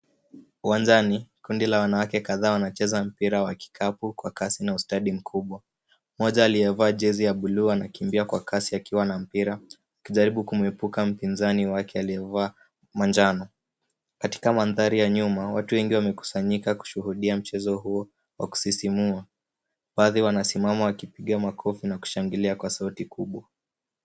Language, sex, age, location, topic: Swahili, male, 18-24, Nairobi, education